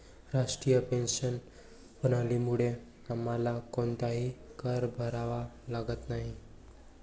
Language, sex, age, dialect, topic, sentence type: Marathi, male, 18-24, Varhadi, banking, statement